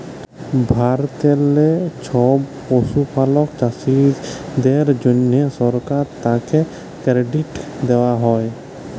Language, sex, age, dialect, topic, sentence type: Bengali, male, 25-30, Jharkhandi, agriculture, statement